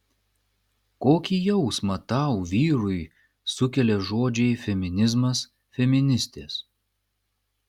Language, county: Lithuanian, Klaipėda